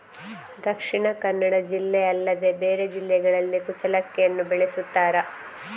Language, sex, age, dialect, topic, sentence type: Kannada, female, 25-30, Coastal/Dakshin, agriculture, question